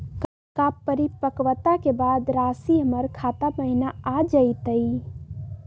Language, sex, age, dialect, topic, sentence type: Magahi, female, 18-24, Southern, banking, question